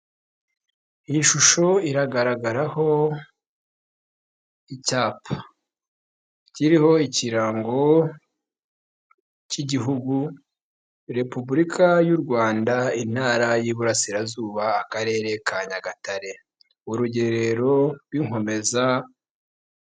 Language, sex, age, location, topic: Kinyarwanda, male, 18-24, Nyagatare, government